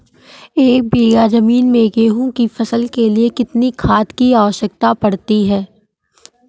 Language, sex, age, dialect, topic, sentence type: Hindi, male, 18-24, Awadhi Bundeli, agriculture, question